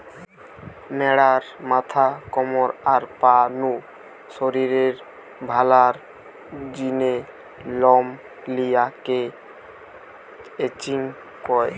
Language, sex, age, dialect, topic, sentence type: Bengali, male, 18-24, Western, agriculture, statement